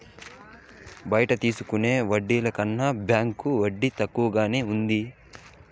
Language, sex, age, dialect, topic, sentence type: Telugu, male, 18-24, Southern, banking, statement